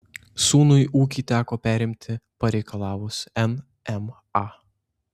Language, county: Lithuanian, Šiauliai